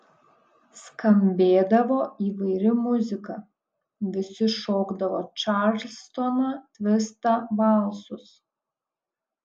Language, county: Lithuanian, Kaunas